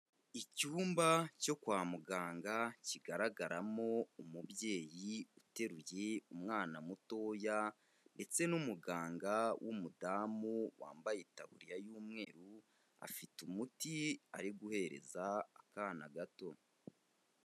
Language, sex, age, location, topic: Kinyarwanda, male, 25-35, Kigali, health